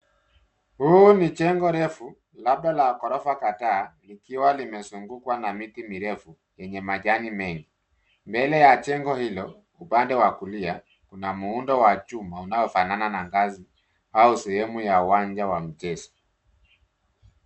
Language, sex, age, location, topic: Swahili, male, 36-49, Nairobi, finance